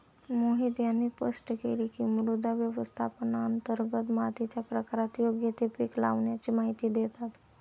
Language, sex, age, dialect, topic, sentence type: Marathi, male, 25-30, Standard Marathi, agriculture, statement